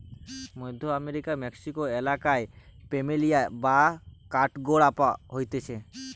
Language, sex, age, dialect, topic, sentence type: Bengali, male, 18-24, Western, agriculture, statement